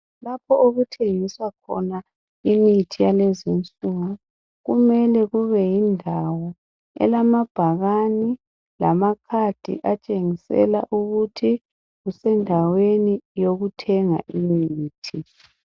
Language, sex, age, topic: North Ndebele, female, 25-35, health